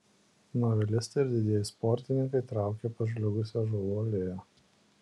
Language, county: Lithuanian, Alytus